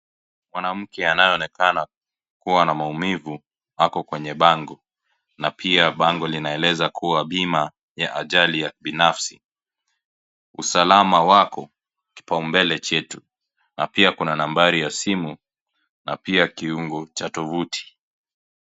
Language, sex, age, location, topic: Swahili, male, 25-35, Kisii, finance